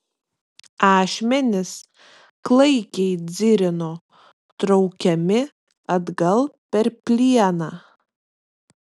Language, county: Lithuanian, Vilnius